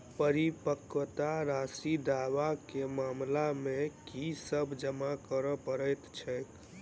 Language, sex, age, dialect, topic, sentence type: Maithili, male, 18-24, Southern/Standard, banking, question